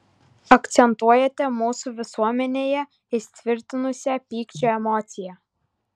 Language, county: Lithuanian, Vilnius